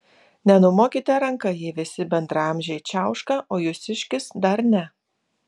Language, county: Lithuanian, Vilnius